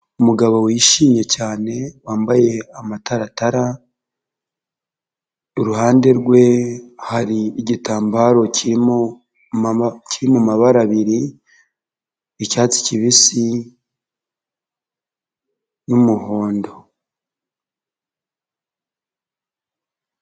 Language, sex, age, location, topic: Kinyarwanda, male, 25-35, Nyagatare, government